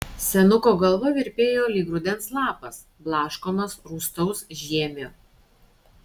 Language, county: Lithuanian, Šiauliai